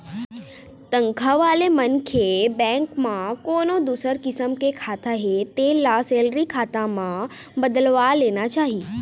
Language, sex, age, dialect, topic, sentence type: Chhattisgarhi, female, 41-45, Eastern, banking, statement